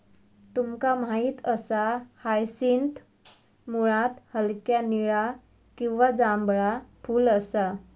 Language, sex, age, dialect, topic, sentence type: Marathi, male, 18-24, Southern Konkan, agriculture, statement